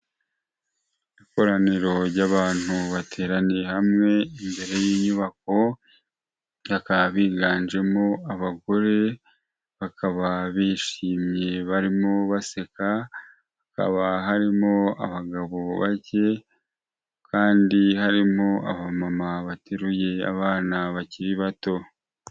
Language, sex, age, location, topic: Kinyarwanda, male, 25-35, Huye, health